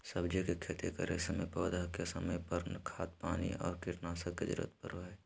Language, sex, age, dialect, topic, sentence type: Magahi, male, 18-24, Southern, agriculture, statement